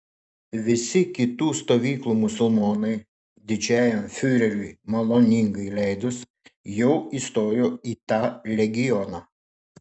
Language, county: Lithuanian, Šiauliai